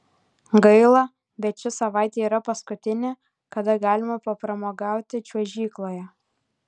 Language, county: Lithuanian, Vilnius